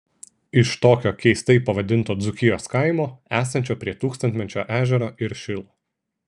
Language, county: Lithuanian, Šiauliai